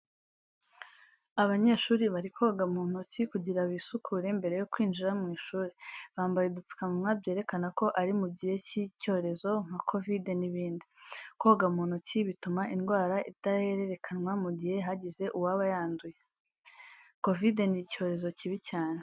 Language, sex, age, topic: Kinyarwanda, female, 18-24, education